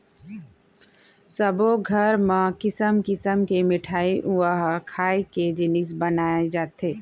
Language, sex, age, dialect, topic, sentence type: Chhattisgarhi, female, 36-40, Central, agriculture, statement